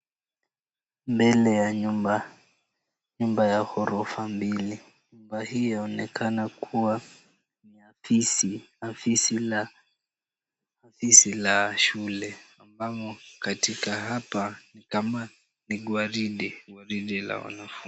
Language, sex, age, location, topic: Swahili, male, 18-24, Kisumu, education